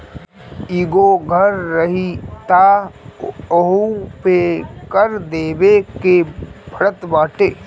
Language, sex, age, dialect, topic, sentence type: Bhojpuri, male, 18-24, Northern, banking, statement